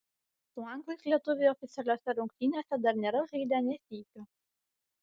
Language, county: Lithuanian, Vilnius